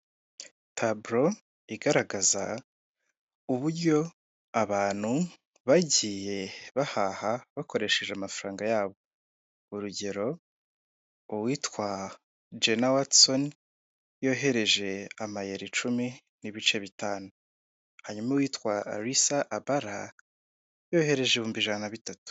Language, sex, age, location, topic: Kinyarwanda, male, 18-24, Kigali, finance